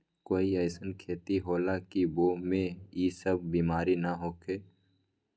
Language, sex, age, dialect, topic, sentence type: Magahi, male, 18-24, Western, agriculture, question